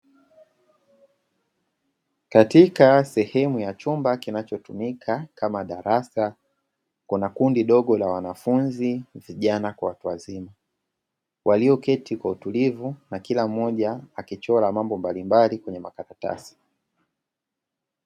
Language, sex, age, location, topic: Swahili, male, 25-35, Dar es Salaam, education